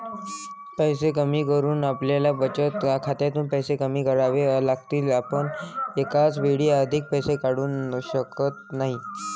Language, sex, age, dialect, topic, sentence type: Marathi, male, 25-30, Varhadi, banking, statement